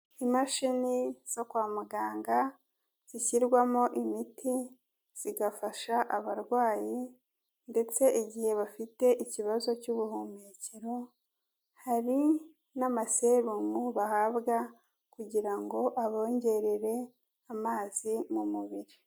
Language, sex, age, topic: Kinyarwanda, female, 50+, health